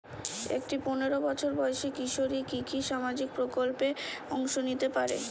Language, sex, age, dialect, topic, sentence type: Bengali, female, 25-30, Northern/Varendri, banking, question